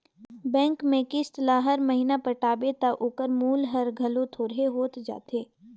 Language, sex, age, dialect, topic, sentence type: Chhattisgarhi, female, 18-24, Northern/Bhandar, banking, statement